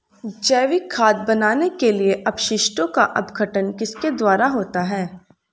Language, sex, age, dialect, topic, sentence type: Hindi, female, 18-24, Hindustani Malvi Khadi Boli, agriculture, question